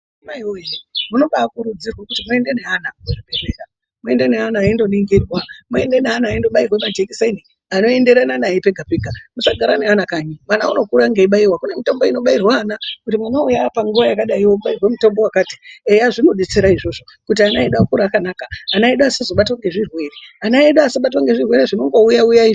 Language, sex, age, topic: Ndau, female, 36-49, health